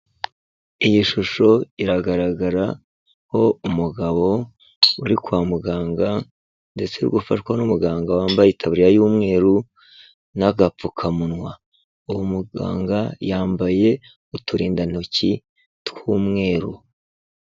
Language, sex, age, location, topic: Kinyarwanda, male, 36-49, Kigali, health